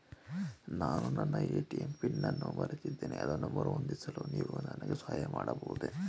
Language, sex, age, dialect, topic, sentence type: Kannada, male, 25-30, Mysore Kannada, banking, question